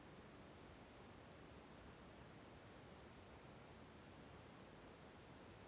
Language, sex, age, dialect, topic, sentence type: Kannada, male, 41-45, Central, banking, question